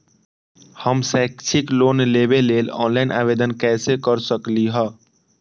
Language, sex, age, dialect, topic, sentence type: Magahi, male, 18-24, Western, banking, question